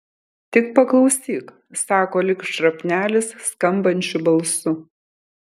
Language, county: Lithuanian, Kaunas